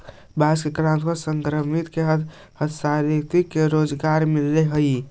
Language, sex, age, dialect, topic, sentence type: Magahi, male, 25-30, Central/Standard, banking, statement